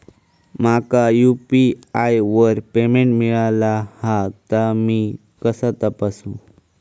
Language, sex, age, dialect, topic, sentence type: Marathi, male, 18-24, Southern Konkan, banking, question